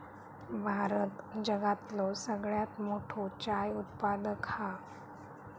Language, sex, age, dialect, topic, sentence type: Marathi, female, 31-35, Southern Konkan, agriculture, statement